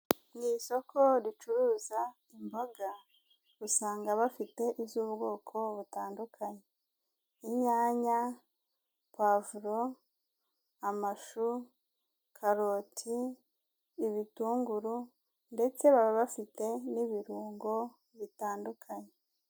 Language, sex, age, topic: Kinyarwanda, female, 18-24, finance